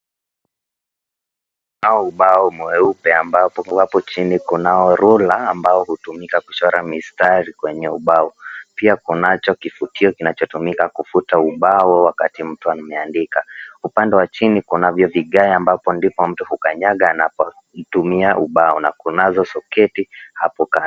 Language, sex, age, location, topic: Swahili, male, 18-24, Kisii, education